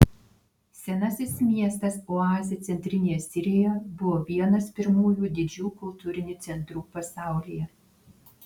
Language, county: Lithuanian, Vilnius